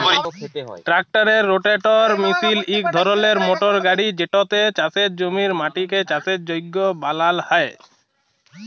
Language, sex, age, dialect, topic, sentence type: Bengali, male, 18-24, Jharkhandi, agriculture, statement